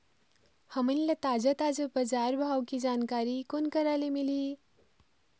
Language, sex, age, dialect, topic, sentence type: Chhattisgarhi, female, 25-30, Eastern, agriculture, question